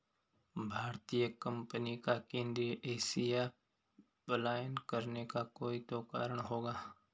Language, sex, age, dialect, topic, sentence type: Hindi, male, 25-30, Garhwali, banking, statement